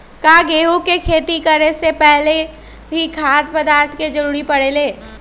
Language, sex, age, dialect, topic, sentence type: Magahi, female, 25-30, Western, agriculture, question